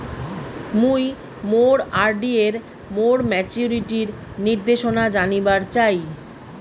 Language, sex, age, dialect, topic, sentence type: Bengali, female, 36-40, Rajbangshi, banking, statement